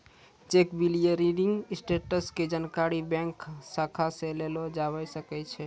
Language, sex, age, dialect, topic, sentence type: Maithili, male, 18-24, Angika, banking, statement